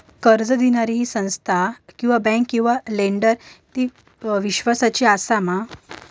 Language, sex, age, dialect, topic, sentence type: Marathi, female, 18-24, Southern Konkan, banking, question